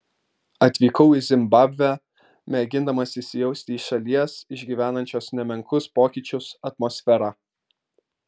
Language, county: Lithuanian, Vilnius